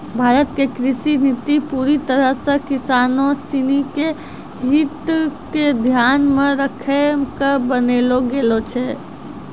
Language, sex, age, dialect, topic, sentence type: Maithili, female, 60-100, Angika, agriculture, statement